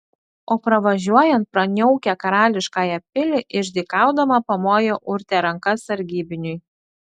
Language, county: Lithuanian, Klaipėda